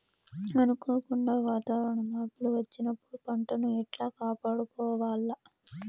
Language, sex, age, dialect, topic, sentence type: Telugu, female, 18-24, Southern, agriculture, question